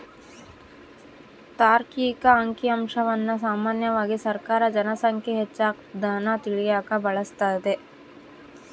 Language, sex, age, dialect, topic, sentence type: Kannada, female, 31-35, Central, banking, statement